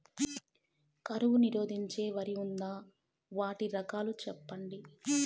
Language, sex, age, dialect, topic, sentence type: Telugu, female, 18-24, Southern, agriculture, question